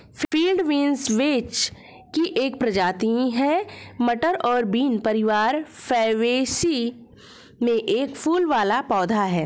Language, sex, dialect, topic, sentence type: Hindi, female, Hindustani Malvi Khadi Boli, agriculture, statement